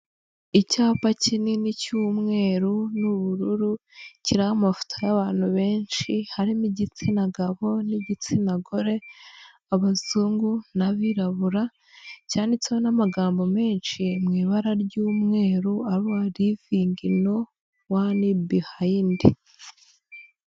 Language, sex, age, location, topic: Kinyarwanda, female, 25-35, Huye, health